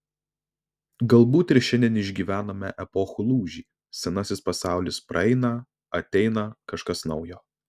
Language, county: Lithuanian, Vilnius